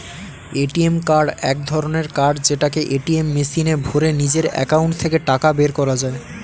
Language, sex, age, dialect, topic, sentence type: Bengali, male, 18-24, Standard Colloquial, banking, statement